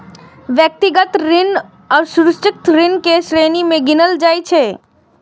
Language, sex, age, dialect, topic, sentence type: Maithili, female, 36-40, Eastern / Thethi, banking, statement